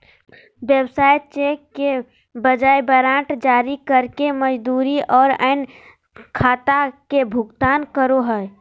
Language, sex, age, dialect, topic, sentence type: Magahi, female, 46-50, Southern, banking, statement